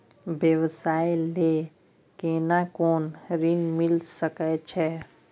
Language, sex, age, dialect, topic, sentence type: Maithili, male, 18-24, Bajjika, banking, question